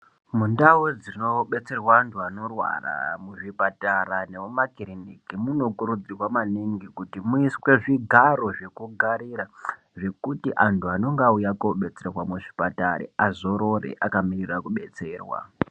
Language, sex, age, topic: Ndau, male, 25-35, health